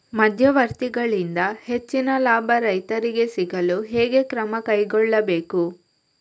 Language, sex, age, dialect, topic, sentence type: Kannada, female, 25-30, Coastal/Dakshin, agriculture, question